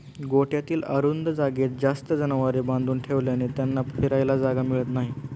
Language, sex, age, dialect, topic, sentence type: Marathi, male, 18-24, Standard Marathi, agriculture, statement